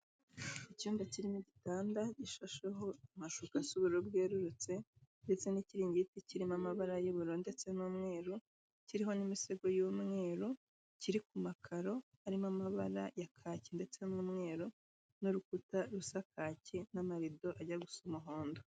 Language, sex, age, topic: Kinyarwanda, female, 18-24, finance